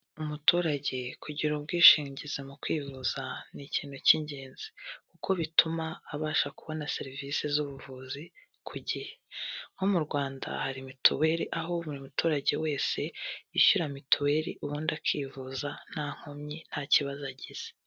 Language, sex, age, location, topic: Kinyarwanda, female, 18-24, Kigali, health